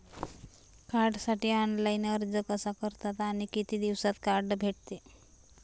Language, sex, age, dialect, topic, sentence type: Marathi, female, 31-35, Standard Marathi, banking, question